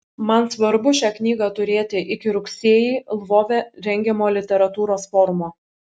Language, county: Lithuanian, Šiauliai